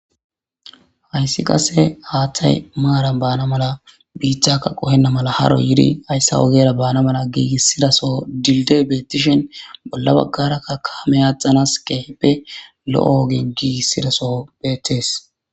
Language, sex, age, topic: Gamo, female, 18-24, government